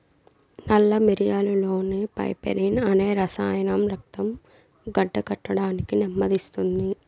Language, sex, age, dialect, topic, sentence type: Telugu, female, 18-24, Southern, agriculture, statement